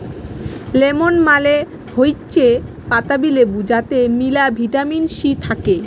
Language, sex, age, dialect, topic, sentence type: Bengali, female, 36-40, Jharkhandi, agriculture, statement